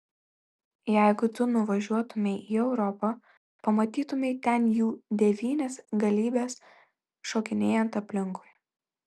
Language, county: Lithuanian, Marijampolė